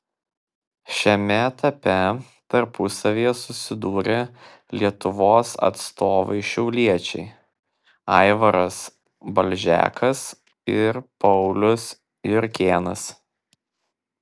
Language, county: Lithuanian, Vilnius